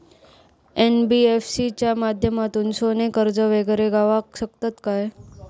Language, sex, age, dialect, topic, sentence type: Marathi, female, 31-35, Southern Konkan, banking, question